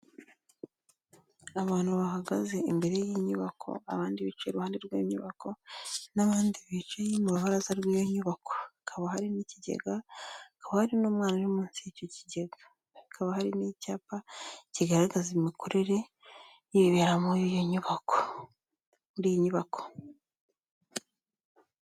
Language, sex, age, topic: Kinyarwanda, female, 25-35, health